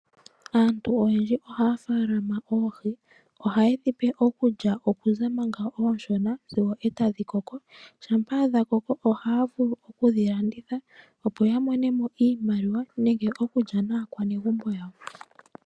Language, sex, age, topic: Oshiwambo, female, 25-35, agriculture